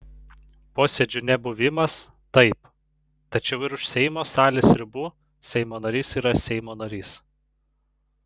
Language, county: Lithuanian, Panevėžys